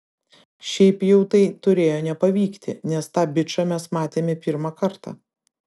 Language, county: Lithuanian, Vilnius